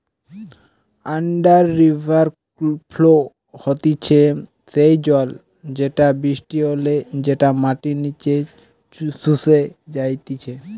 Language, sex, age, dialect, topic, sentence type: Bengali, male, 18-24, Western, agriculture, statement